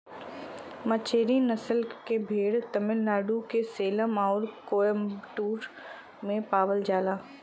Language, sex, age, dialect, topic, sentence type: Bhojpuri, female, 25-30, Western, agriculture, statement